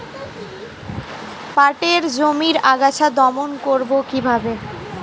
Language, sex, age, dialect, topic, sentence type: Bengali, female, 18-24, Standard Colloquial, agriculture, question